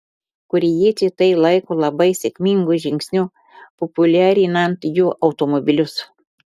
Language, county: Lithuanian, Telšiai